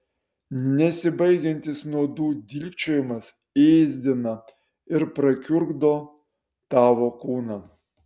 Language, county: Lithuanian, Utena